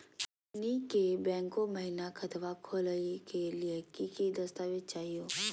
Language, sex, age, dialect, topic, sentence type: Magahi, female, 31-35, Southern, banking, question